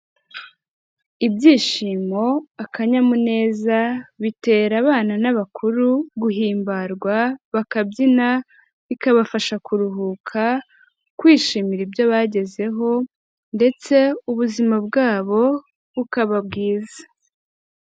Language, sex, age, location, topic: Kinyarwanda, female, 18-24, Kigali, health